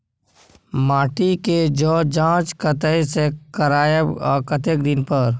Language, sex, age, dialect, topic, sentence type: Maithili, male, 18-24, Bajjika, agriculture, question